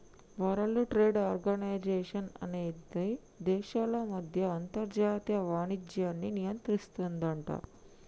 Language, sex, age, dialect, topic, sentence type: Telugu, female, 60-100, Telangana, banking, statement